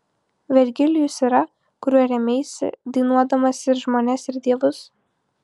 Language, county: Lithuanian, Utena